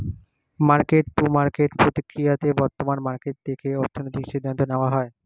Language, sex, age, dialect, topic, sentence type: Bengali, male, 25-30, Standard Colloquial, banking, statement